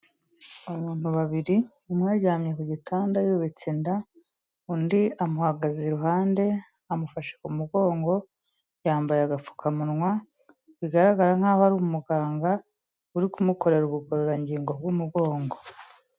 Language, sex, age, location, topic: Kinyarwanda, female, 36-49, Kigali, health